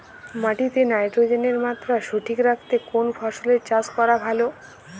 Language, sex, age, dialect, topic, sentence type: Bengali, female, 18-24, Jharkhandi, agriculture, question